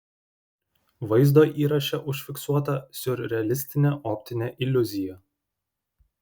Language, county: Lithuanian, Vilnius